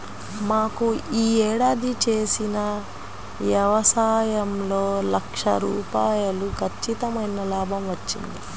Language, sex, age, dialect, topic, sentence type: Telugu, female, 25-30, Central/Coastal, banking, statement